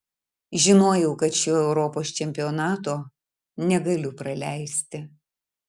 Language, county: Lithuanian, Marijampolė